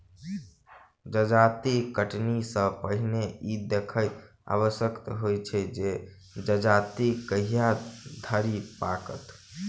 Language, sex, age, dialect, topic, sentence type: Maithili, male, 18-24, Southern/Standard, agriculture, statement